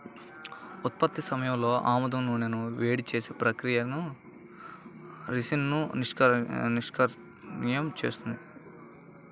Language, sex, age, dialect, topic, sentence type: Telugu, male, 18-24, Central/Coastal, agriculture, statement